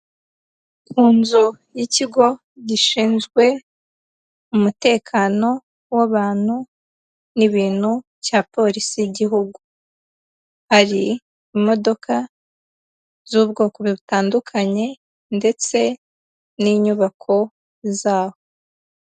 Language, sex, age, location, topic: Kinyarwanda, female, 18-24, Huye, government